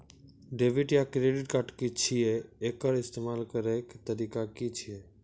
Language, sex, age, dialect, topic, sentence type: Maithili, male, 18-24, Angika, banking, question